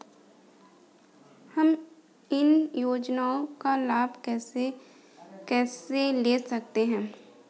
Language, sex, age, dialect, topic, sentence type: Hindi, female, 18-24, Kanauji Braj Bhasha, banking, question